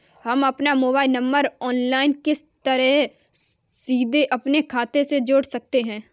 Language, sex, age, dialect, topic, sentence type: Hindi, female, 18-24, Kanauji Braj Bhasha, banking, question